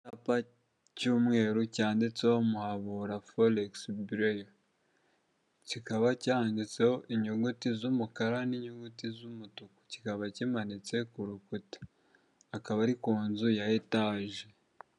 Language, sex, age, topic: Kinyarwanda, male, 25-35, finance